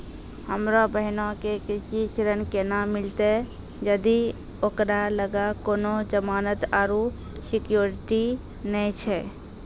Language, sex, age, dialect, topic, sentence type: Maithili, female, 46-50, Angika, agriculture, statement